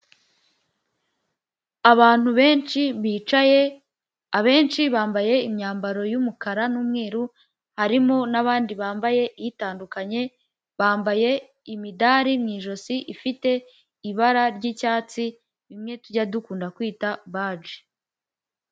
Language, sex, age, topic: Kinyarwanda, female, 18-24, government